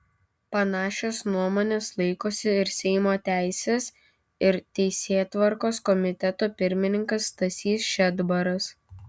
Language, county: Lithuanian, Kaunas